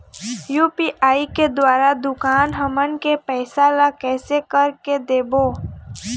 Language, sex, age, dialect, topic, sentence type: Chhattisgarhi, female, 18-24, Eastern, banking, question